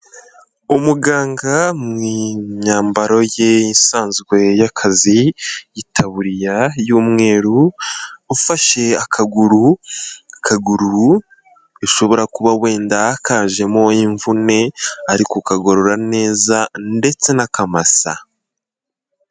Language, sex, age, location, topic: Kinyarwanda, male, 18-24, Kigali, health